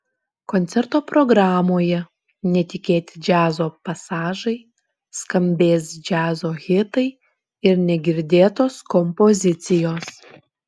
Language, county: Lithuanian, Alytus